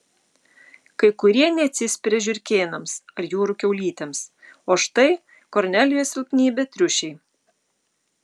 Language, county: Lithuanian, Utena